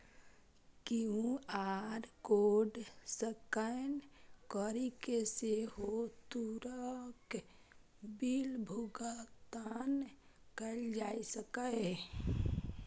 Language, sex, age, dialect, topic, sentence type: Maithili, female, 25-30, Eastern / Thethi, banking, statement